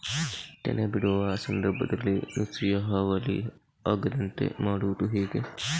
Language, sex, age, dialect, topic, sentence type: Kannada, male, 56-60, Coastal/Dakshin, agriculture, question